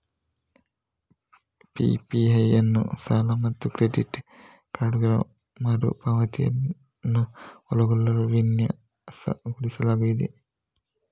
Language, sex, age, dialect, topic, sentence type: Kannada, male, 36-40, Coastal/Dakshin, banking, statement